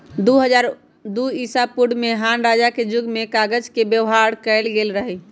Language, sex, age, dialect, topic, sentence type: Magahi, female, 31-35, Western, agriculture, statement